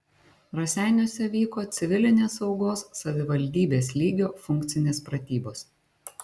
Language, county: Lithuanian, Šiauliai